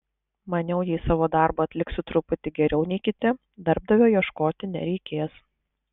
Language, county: Lithuanian, Kaunas